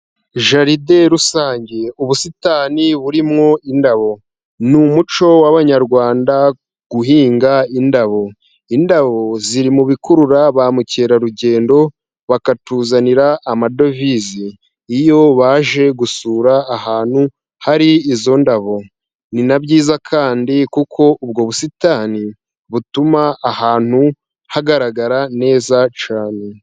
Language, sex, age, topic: Kinyarwanda, male, 25-35, agriculture